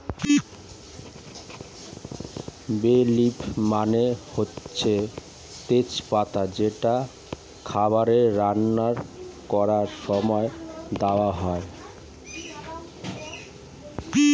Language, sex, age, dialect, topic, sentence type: Bengali, male, 41-45, Standard Colloquial, agriculture, statement